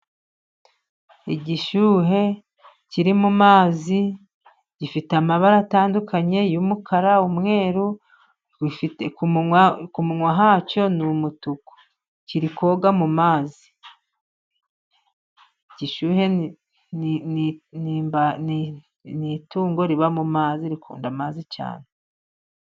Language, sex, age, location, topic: Kinyarwanda, female, 50+, Musanze, agriculture